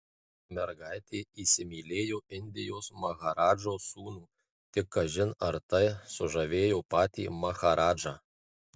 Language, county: Lithuanian, Marijampolė